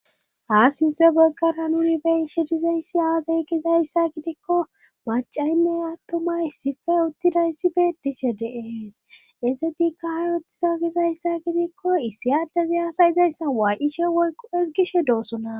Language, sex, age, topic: Gamo, female, 18-24, government